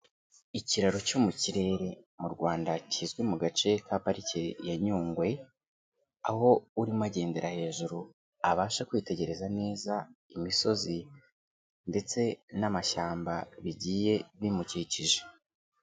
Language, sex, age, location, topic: Kinyarwanda, male, 25-35, Kigali, agriculture